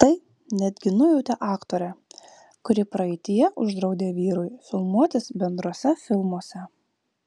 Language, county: Lithuanian, Vilnius